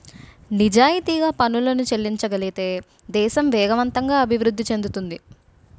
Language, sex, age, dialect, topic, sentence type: Telugu, female, 18-24, Utterandhra, banking, statement